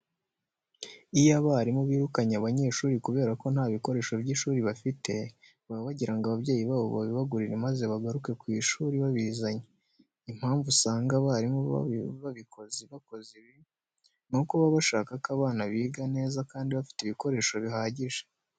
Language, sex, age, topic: Kinyarwanda, male, 18-24, education